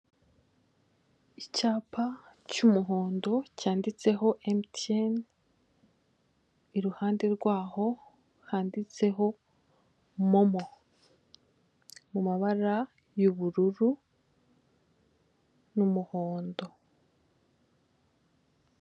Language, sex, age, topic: Kinyarwanda, female, 25-35, finance